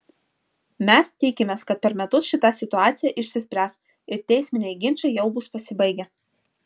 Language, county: Lithuanian, Vilnius